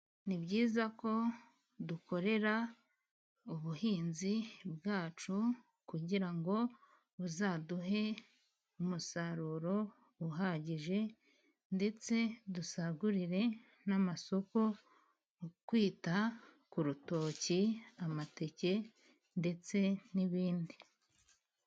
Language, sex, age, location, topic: Kinyarwanda, female, 25-35, Musanze, agriculture